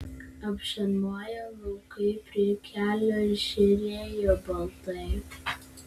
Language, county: Lithuanian, Vilnius